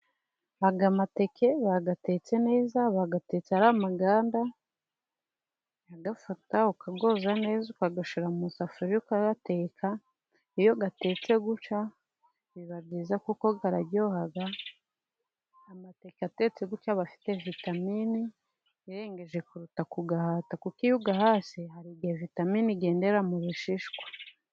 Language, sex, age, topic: Kinyarwanda, female, 18-24, agriculture